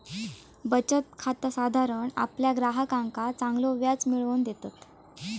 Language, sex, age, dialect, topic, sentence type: Marathi, female, 18-24, Southern Konkan, banking, statement